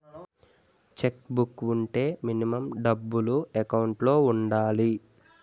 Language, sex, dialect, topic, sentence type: Telugu, male, Utterandhra, banking, question